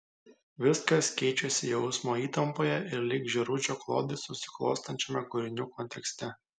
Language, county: Lithuanian, Kaunas